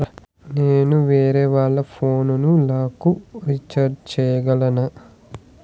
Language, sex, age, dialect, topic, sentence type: Telugu, male, 18-24, Southern, banking, question